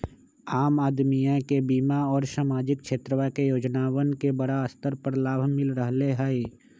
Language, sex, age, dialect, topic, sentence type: Magahi, male, 25-30, Western, banking, statement